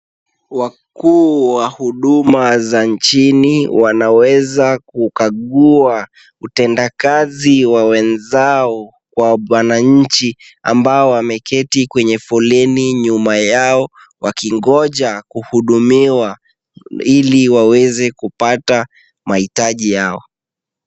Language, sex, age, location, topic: Swahili, male, 18-24, Kisumu, government